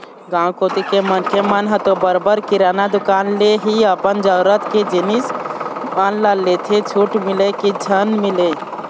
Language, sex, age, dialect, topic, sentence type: Chhattisgarhi, male, 18-24, Eastern, banking, statement